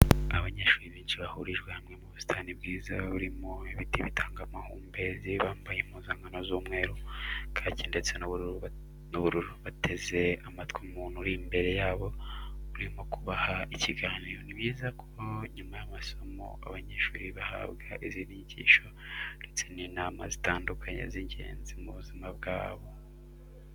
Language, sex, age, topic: Kinyarwanda, male, 25-35, education